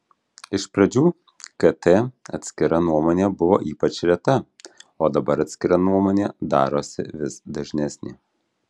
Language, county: Lithuanian, Alytus